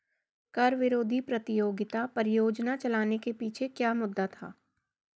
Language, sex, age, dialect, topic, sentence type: Hindi, female, 51-55, Garhwali, banking, statement